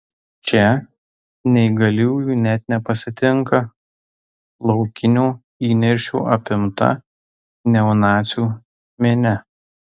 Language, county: Lithuanian, Tauragė